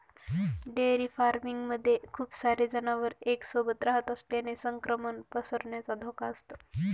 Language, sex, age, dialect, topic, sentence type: Marathi, female, 25-30, Northern Konkan, agriculture, statement